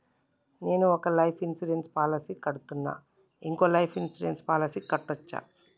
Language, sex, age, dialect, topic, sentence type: Telugu, male, 36-40, Telangana, banking, question